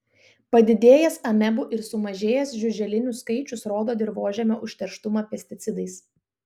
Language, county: Lithuanian, Klaipėda